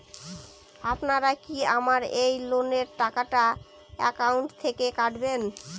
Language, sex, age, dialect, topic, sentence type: Bengali, female, 18-24, Northern/Varendri, banking, question